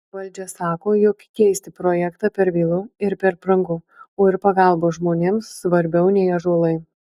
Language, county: Lithuanian, Marijampolė